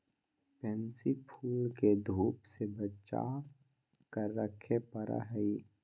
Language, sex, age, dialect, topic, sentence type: Magahi, male, 18-24, Western, agriculture, statement